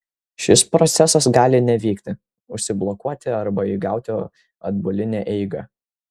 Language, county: Lithuanian, Kaunas